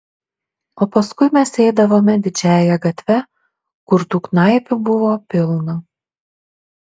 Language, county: Lithuanian, Šiauliai